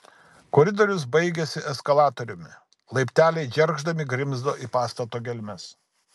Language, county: Lithuanian, Kaunas